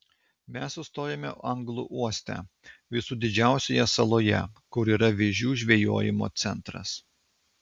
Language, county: Lithuanian, Klaipėda